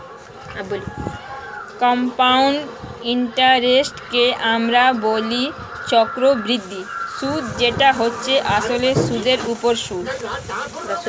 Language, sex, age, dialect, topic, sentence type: Bengali, female, 60-100, Standard Colloquial, banking, statement